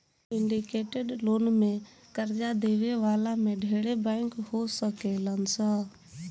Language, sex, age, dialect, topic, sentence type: Bhojpuri, female, 18-24, Southern / Standard, banking, statement